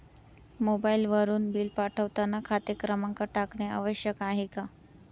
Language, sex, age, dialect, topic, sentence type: Marathi, female, 18-24, Northern Konkan, banking, question